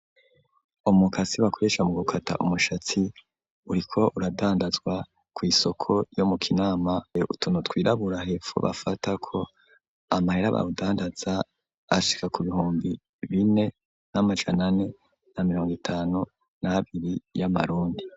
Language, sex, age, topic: Rundi, male, 25-35, education